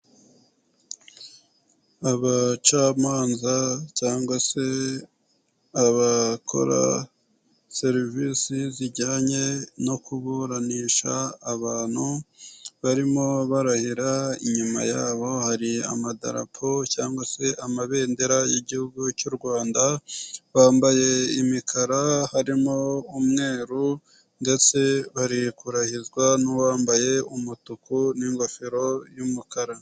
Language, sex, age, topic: Kinyarwanda, male, 18-24, government